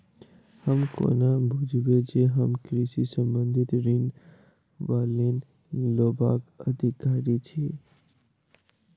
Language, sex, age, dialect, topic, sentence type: Maithili, male, 18-24, Southern/Standard, banking, question